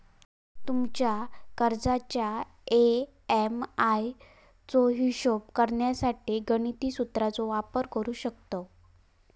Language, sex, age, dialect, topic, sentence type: Marathi, female, 18-24, Southern Konkan, banking, statement